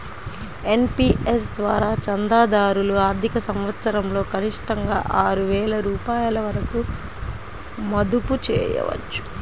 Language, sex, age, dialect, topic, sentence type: Telugu, female, 25-30, Central/Coastal, banking, statement